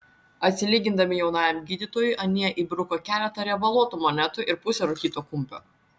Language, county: Lithuanian, Vilnius